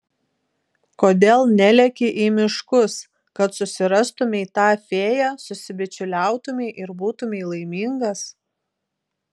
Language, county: Lithuanian, Klaipėda